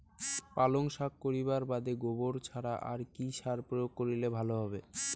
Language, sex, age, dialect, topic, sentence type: Bengali, male, 18-24, Rajbangshi, agriculture, question